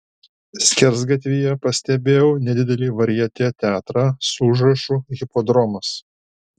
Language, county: Lithuanian, Alytus